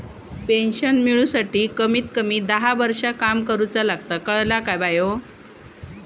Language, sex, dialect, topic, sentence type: Marathi, female, Southern Konkan, banking, statement